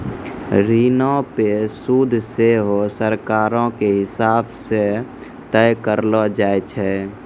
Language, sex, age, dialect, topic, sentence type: Maithili, male, 51-55, Angika, banking, statement